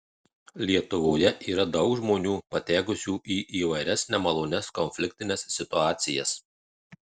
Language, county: Lithuanian, Marijampolė